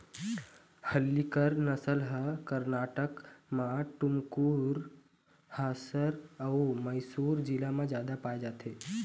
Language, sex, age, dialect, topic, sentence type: Chhattisgarhi, male, 18-24, Eastern, agriculture, statement